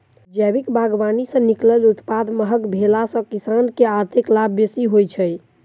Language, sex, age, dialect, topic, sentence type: Maithili, male, 18-24, Southern/Standard, agriculture, statement